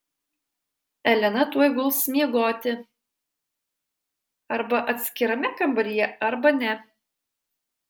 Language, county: Lithuanian, Alytus